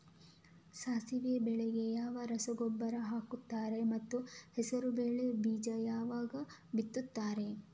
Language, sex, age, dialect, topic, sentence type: Kannada, female, 25-30, Coastal/Dakshin, agriculture, question